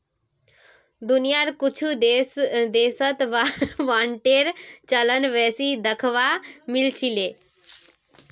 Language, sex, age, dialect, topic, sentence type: Magahi, female, 18-24, Northeastern/Surjapuri, banking, statement